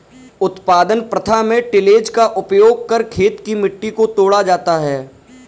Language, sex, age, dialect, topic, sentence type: Hindi, male, 18-24, Kanauji Braj Bhasha, agriculture, statement